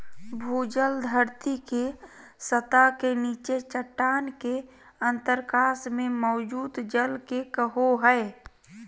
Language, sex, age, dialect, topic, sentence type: Magahi, male, 25-30, Southern, agriculture, statement